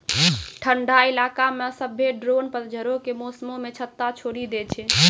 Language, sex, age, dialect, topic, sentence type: Maithili, female, 18-24, Angika, agriculture, statement